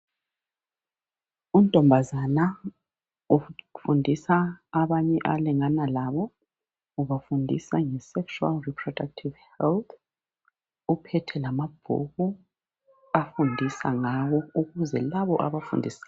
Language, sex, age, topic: North Ndebele, female, 36-49, health